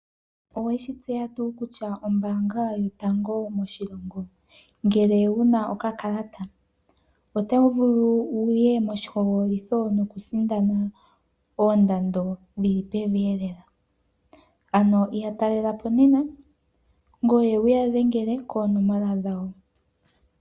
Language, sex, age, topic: Oshiwambo, female, 18-24, finance